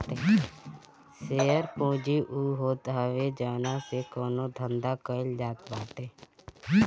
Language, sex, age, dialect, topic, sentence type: Bhojpuri, female, 25-30, Northern, banking, statement